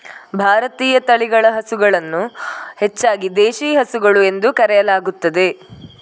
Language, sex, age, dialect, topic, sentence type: Kannada, female, 18-24, Coastal/Dakshin, agriculture, statement